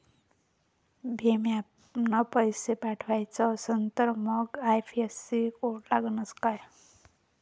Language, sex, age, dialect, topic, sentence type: Marathi, male, 31-35, Varhadi, banking, question